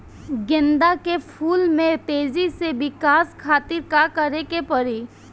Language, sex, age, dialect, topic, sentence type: Bhojpuri, female, 18-24, Northern, agriculture, question